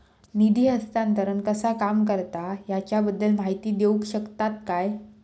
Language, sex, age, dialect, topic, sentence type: Marathi, female, 18-24, Southern Konkan, banking, question